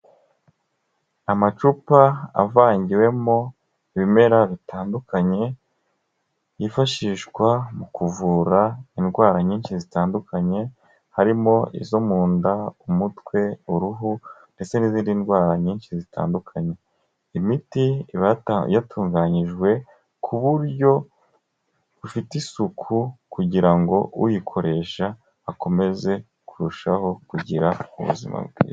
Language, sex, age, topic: Kinyarwanda, male, 25-35, health